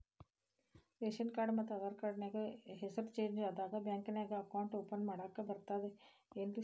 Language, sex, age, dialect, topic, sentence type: Kannada, female, 51-55, Dharwad Kannada, banking, question